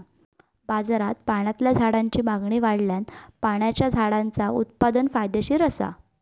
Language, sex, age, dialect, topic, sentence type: Marathi, female, 18-24, Southern Konkan, agriculture, statement